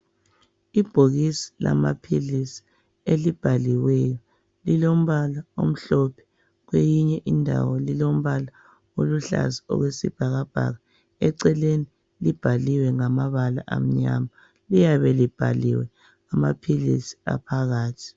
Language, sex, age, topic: North Ndebele, male, 36-49, health